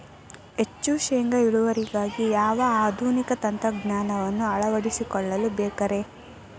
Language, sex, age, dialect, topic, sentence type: Kannada, female, 18-24, Dharwad Kannada, agriculture, question